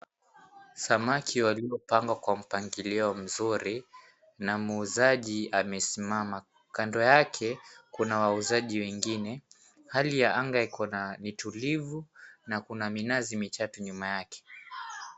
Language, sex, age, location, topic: Swahili, female, 18-24, Mombasa, agriculture